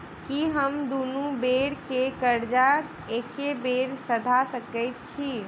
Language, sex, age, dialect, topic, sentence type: Maithili, female, 18-24, Southern/Standard, banking, question